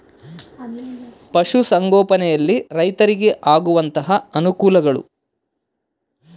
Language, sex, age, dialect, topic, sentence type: Kannada, male, 31-35, Central, agriculture, question